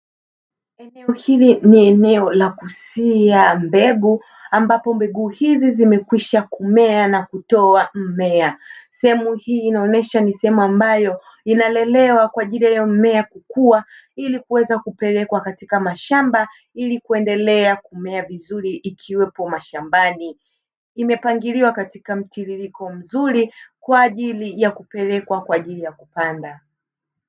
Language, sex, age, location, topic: Swahili, female, 36-49, Dar es Salaam, agriculture